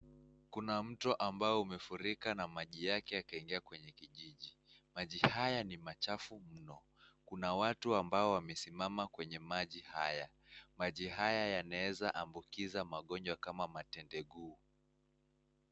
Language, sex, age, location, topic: Swahili, male, 18-24, Nakuru, health